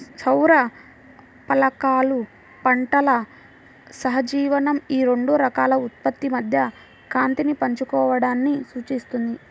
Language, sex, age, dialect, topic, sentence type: Telugu, female, 25-30, Central/Coastal, agriculture, statement